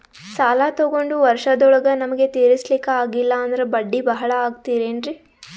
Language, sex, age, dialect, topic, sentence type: Kannada, female, 18-24, Northeastern, banking, question